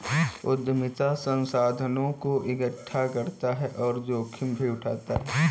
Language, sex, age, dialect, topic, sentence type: Hindi, male, 18-24, Kanauji Braj Bhasha, banking, statement